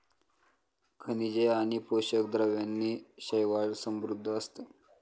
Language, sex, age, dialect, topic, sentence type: Marathi, male, 25-30, Standard Marathi, agriculture, statement